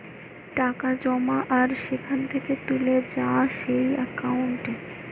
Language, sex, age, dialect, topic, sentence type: Bengali, female, 18-24, Western, banking, statement